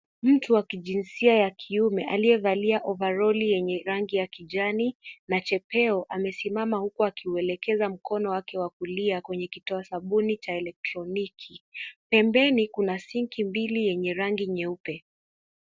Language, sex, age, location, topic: Swahili, female, 18-24, Kisii, health